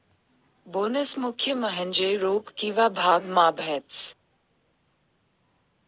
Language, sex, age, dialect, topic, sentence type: Marathi, female, 31-35, Northern Konkan, banking, statement